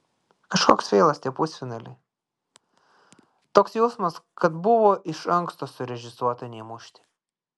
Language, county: Lithuanian, Klaipėda